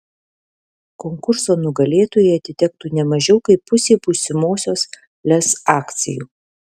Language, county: Lithuanian, Alytus